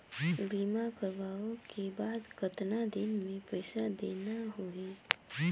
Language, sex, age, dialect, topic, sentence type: Chhattisgarhi, female, 25-30, Northern/Bhandar, banking, question